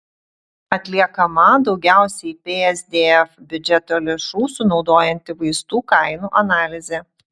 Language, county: Lithuanian, Utena